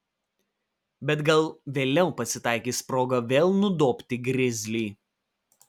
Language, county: Lithuanian, Vilnius